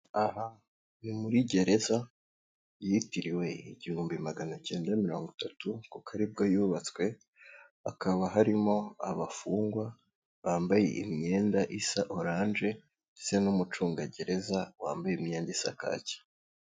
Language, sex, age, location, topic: Kinyarwanda, male, 18-24, Kigali, government